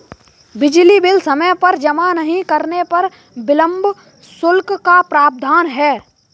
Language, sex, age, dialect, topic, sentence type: Hindi, male, 18-24, Kanauji Braj Bhasha, banking, statement